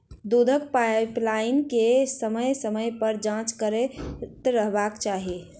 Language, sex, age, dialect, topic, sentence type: Maithili, female, 51-55, Southern/Standard, agriculture, statement